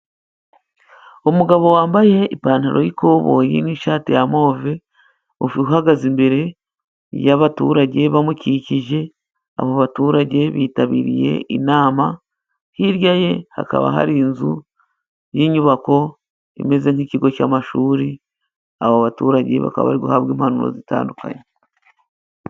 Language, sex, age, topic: Kinyarwanda, female, 36-49, government